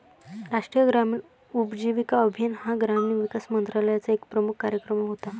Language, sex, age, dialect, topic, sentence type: Marathi, female, 18-24, Varhadi, banking, statement